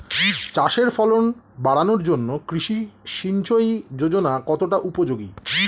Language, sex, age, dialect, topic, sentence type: Bengali, male, 36-40, Standard Colloquial, agriculture, question